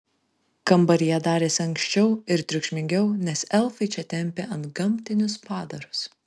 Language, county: Lithuanian, Vilnius